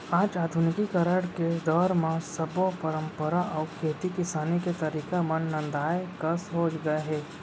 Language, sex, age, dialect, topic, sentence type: Chhattisgarhi, male, 41-45, Central, agriculture, statement